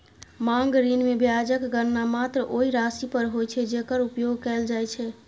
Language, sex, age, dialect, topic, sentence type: Maithili, female, 25-30, Eastern / Thethi, banking, statement